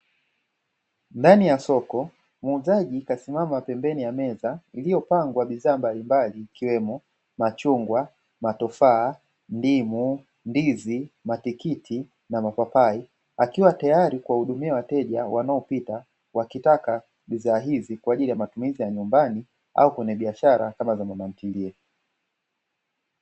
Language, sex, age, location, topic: Swahili, male, 25-35, Dar es Salaam, finance